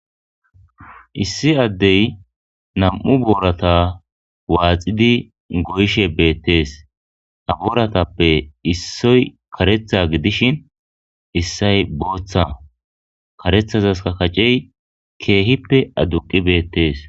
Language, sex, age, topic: Gamo, male, 25-35, agriculture